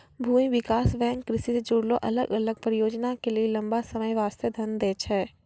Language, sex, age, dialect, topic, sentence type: Maithili, female, 46-50, Angika, banking, statement